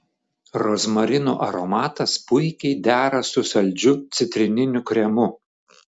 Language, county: Lithuanian, Šiauliai